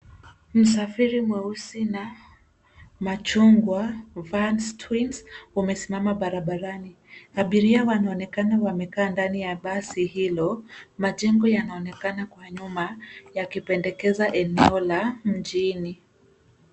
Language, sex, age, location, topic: Swahili, female, 25-35, Nairobi, government